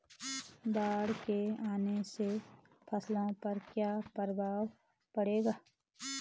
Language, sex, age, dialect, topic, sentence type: Hindi, female, 36-40, Garhwali, agriculture, question